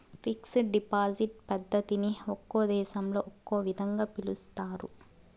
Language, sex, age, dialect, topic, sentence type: Telugu, female, 18-24, Southern, banking, statement